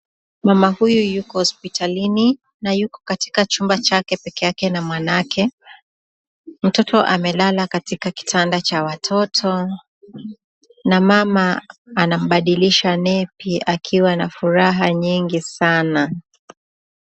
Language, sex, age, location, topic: Swahili, female, 25-35, Nakuru, health